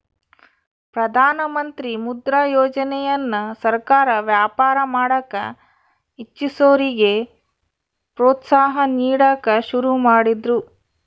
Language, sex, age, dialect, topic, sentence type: Kannada, male, 31-35, Central, banking, statement